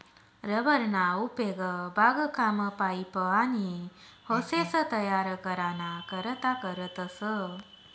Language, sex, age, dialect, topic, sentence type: Marathi, female, 25-30, Northern Konkan, agriculture, statement